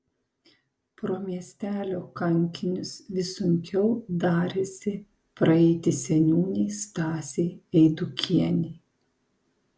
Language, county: Lithuanian, Panevėžys